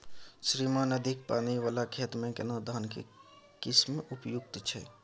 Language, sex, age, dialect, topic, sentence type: Maithili, male, 18-24, Bajjika, agriculture, question